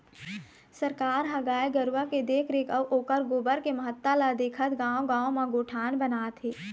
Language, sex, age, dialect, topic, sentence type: Chhattisgarhi, female, 25-30, Eastern, agriculture, statement